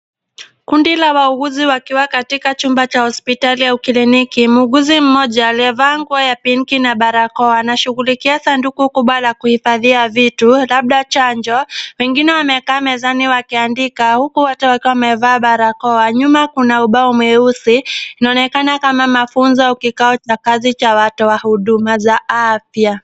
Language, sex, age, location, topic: Swahili, female, 18-24, Nairobi, health